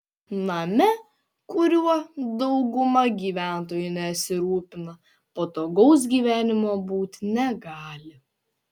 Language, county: Lithuanian, Panevėžys